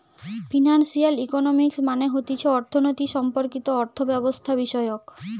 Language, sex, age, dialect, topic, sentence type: Bengali, female, 25-30, Western, banking, statement